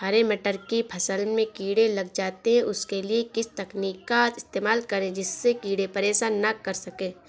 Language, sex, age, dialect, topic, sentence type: Hindi, female, 18-24, Awadhi Bundeli, agriculture, question